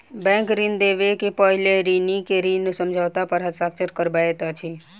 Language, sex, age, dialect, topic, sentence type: Maithili, female, 18-24, Southern/Standard, banking, statement